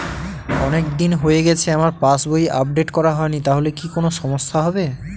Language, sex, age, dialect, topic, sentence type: Bengali, male, 18-24, Standard Colloquial, banking, question